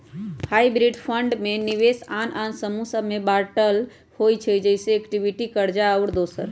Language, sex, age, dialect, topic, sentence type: Magahi, male, 31-35, Western, banking, statement